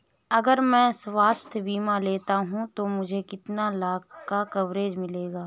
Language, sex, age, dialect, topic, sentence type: Hindi, female, 31-35, Marwari Dhudhari, banking, question